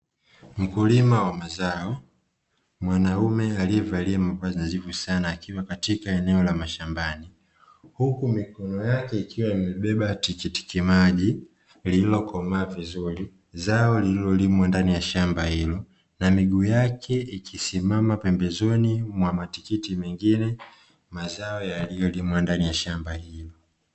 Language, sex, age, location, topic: Swahili, male, 25-35, Dar es Salaam, agriculture